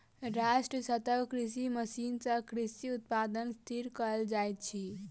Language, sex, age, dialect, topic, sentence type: Maithili, female, 18-24, Southern/Standard, agriculture, statement